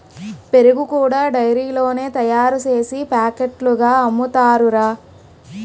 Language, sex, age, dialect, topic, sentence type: Telugu, female, 46-50, Utterandhra, agriculture, statement